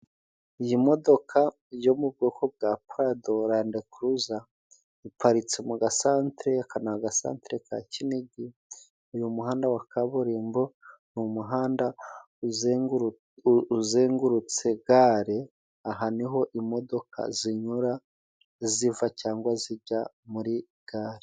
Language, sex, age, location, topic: Kinyarwanda, male, 36-49, Musanze, government